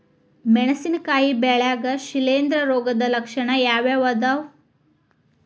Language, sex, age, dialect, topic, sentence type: Kannada, female, 25-30, Dharwad Kannada, agriculture, question